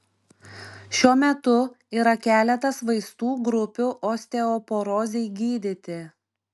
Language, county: Lithuanian, Šiauliai